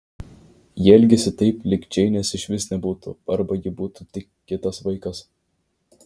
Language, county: Lithuanian, Vilnius